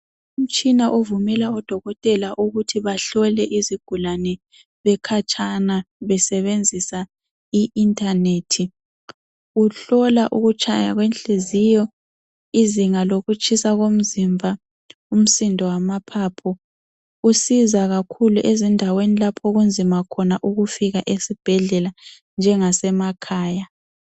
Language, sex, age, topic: North Ndebele, female, 25-35, health